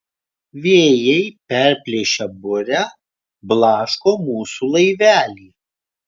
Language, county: Lithuanian, Kaunas